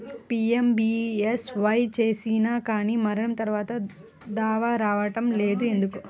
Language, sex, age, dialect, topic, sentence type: Telugu, female, 18-24, Central/Coastal, banking, question